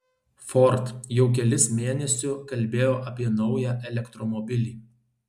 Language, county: Lithuanian, Alytus